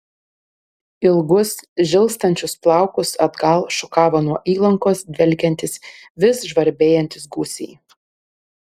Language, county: Lithuanian, Panevėžys